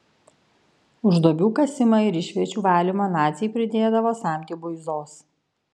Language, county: Lithuanian, Kaunas